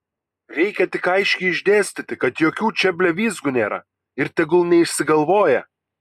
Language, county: Lithuanian, Kaunas